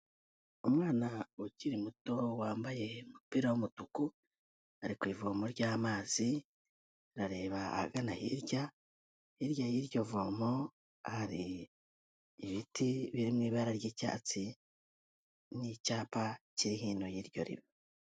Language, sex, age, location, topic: Kinyarwanda, female, 36-49, Kigali, health